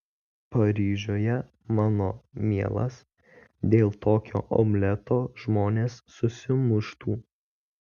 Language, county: Lithuanian, Vilnius